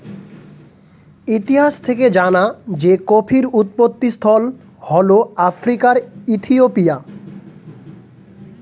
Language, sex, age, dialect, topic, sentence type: Bengali, male, 25-30, Standard Colloquial, agriculture, statement